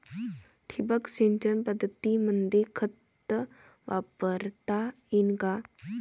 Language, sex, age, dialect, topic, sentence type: Marathi, female, 18-24, Varhadi, agriculture, question